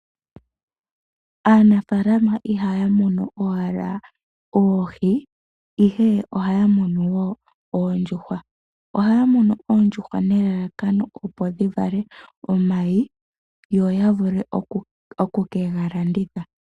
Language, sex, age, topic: Oshiwambo, female, 18-24, agriculture